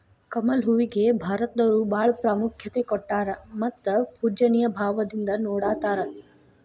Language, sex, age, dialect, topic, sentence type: Kannada, female, 18-24, Dharwad Kannada, agriculture, statement